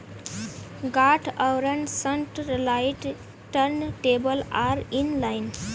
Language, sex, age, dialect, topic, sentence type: Magahi, female, 25-30, Northeastern/Surjapuri, agriculture, statement